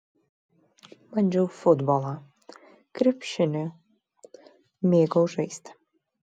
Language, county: Lithuanian, Vilnius